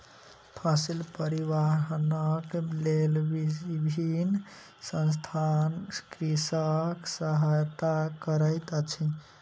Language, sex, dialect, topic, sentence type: Maithili, male, Southern/Standard, agriculture, statement